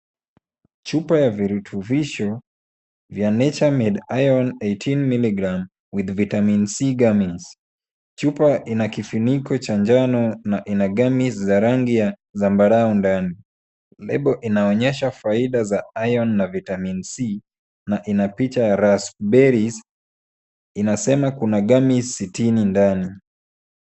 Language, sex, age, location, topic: Swahili, male, 18-24, Kisumu, health